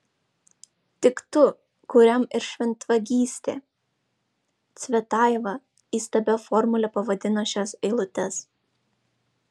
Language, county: Lithuanian, Vilnius